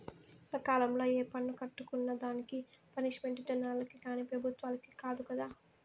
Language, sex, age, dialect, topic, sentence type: Telugu, female, 18-24, Southern, banking, statement